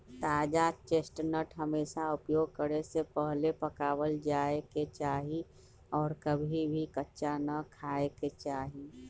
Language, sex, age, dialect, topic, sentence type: Magahi, male, 41-45, Western, agriculture, statement